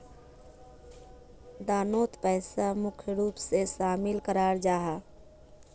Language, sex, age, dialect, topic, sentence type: Magahi, female, 31-35, Northeastern/Surjapuri, banking, statement